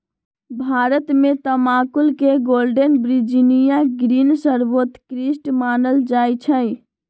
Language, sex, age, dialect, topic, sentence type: Magahi, female, 18-24, Western, agriculture, statement